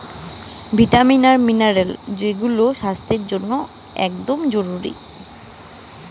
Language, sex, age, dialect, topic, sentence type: Bengali, female, 25-30, Western, agriculture, statement